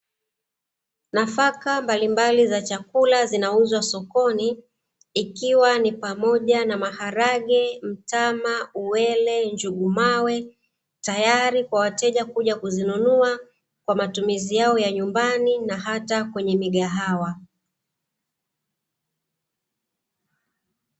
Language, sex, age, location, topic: Swahili, female, 36-49, Dar es Salaam, agriculture